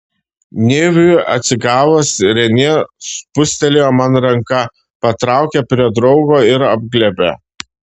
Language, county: Lithuanian, Šiauliai